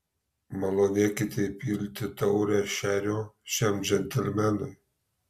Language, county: Lithuanian, Marijampolė